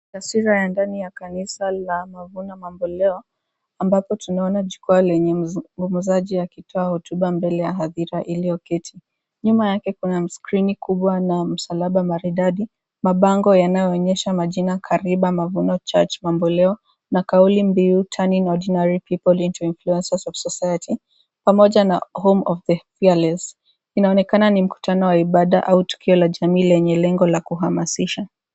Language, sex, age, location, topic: Swahili, female, 18-24, Mombasa, government